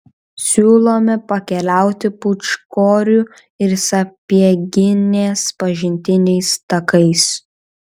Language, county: Lithuanian, Vilnius